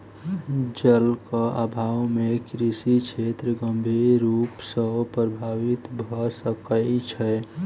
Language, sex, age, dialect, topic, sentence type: Maithili, female, 18-24, Southern/Standard, agriculture, statement